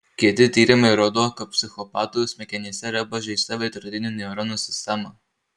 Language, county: Lithuanian, Marijampolė